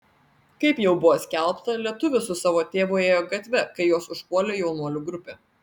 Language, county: Lithuanian, Vilnius